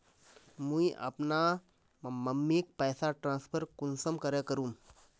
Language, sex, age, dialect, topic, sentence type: Magahi, male, 25-30, Northeastern/Surjapuri, banking, question